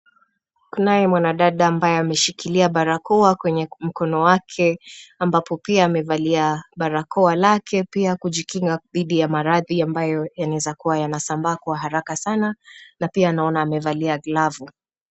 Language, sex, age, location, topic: Swahili, female, 25-35, Kisumu, health